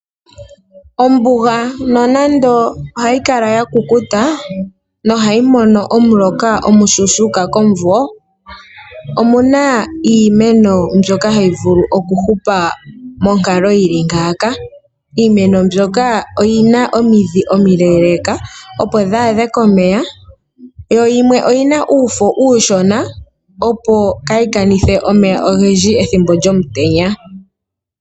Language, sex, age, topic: Oshiwambo, female, 18-24, agriculture